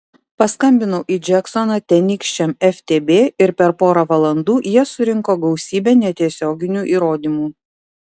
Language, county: Lithuanian, Šiauliai